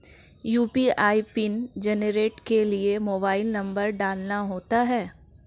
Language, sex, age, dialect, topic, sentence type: Hindi, female, 25-30, Marwari Dhudhari, banking, statement